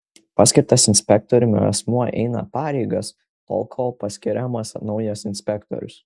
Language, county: Lithuanian, Kaunas